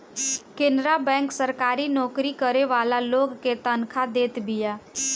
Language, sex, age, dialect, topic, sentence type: Bhojpuri, female, 18-24, Northern, banking, statement